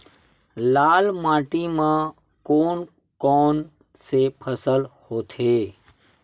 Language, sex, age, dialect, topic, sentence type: Chhattisgarhi, male, 36-40, Western/Budati/Khatahi, agriculture, question